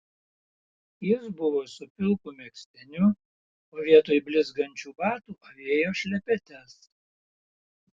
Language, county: Lithuanian, Panevėžys